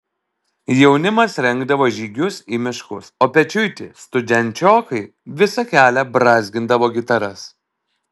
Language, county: Lithuanian, Alytus